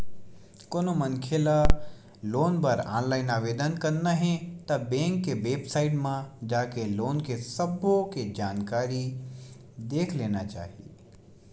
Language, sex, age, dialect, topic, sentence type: Chhattisgarhi, male, 18-24, Western/Budati/Khatahi, banking, statement